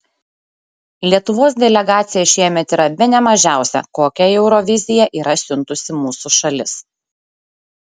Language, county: Lithuanian, Šiauliai